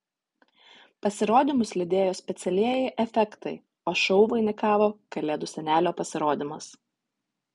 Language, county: Lithuanian, Utena